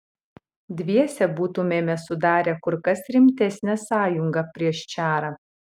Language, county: Lithuanian, Utena